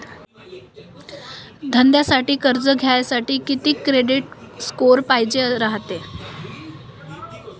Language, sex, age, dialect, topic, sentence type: Marathi, female, 18-24, Varhadi, banking, question